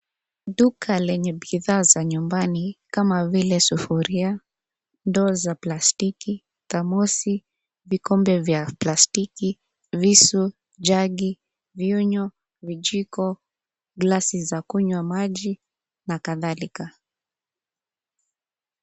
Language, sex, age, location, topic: Swahili, female, 25-35, Nairobi, finance